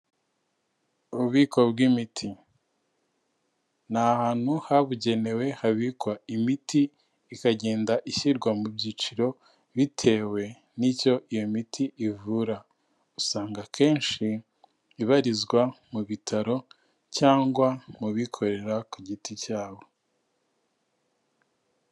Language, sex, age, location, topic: Kinyarwanda, male, 25-35, Kigali, health